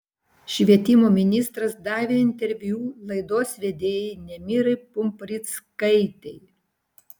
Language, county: Lithuanian, Vilnius